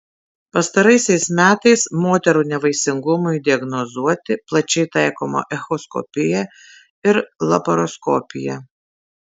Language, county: Lithuanian, Tauragė